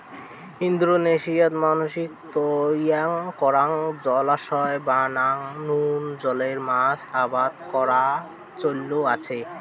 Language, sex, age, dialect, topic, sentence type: Bengali, male, 18-24, Rajbangshi, agriculture, statement